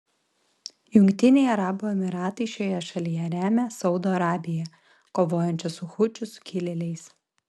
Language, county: Lithuanian, Klaipėda